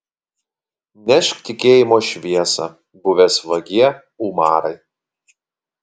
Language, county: Lithuanian, Kaunas